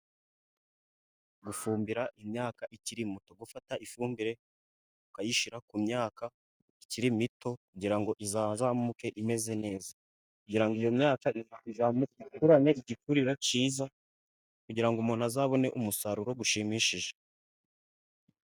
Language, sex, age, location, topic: Kinyarwanda, male, 50+, Musanze, agriculture